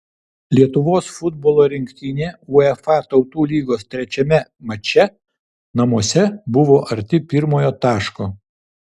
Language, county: Lithuanian, Vilnius